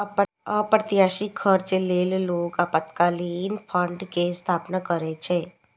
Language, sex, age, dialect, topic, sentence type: Maithili, female, 18-24, Eastern / Thethi, banking, statement